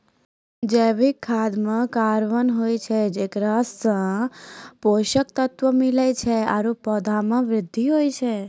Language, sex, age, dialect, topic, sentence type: Maithili, female, 41-45, Angika, agriculture, statement